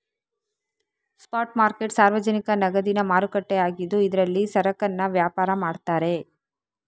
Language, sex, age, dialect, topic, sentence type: Kannada, female, 36-40, Coastal/Dakshin, banking, statement